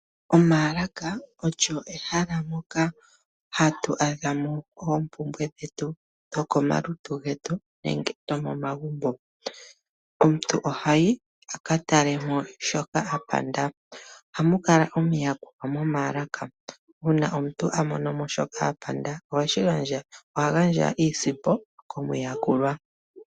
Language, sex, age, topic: Oshiwambo, female, 25-35, finance